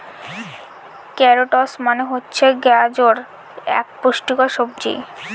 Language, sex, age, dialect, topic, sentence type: Bengali, female, 18-24, Northern/Varendri, agriculture, statement